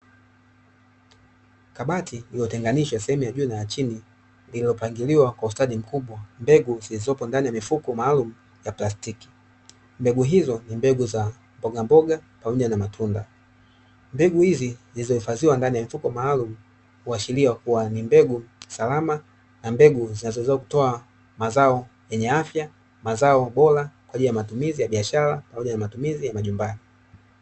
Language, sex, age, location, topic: Swahili, male, 25-35, Dar es Salaam, agriculture